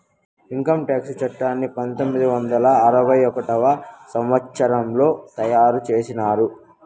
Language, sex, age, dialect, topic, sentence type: Telugu, male, 56-60, Southern, banking, statement